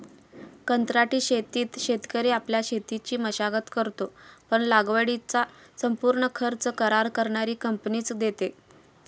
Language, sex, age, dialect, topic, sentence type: Marathi, female, 25-30, Standard Marathi, agriculture, statement